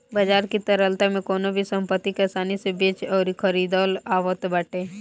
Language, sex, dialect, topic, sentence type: Bhojpuri, female, Northern, banking, statement